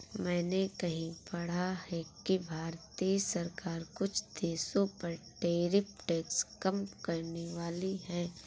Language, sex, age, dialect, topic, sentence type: Hindi, female, 46-50, Awadhi Bundeli, banking, statement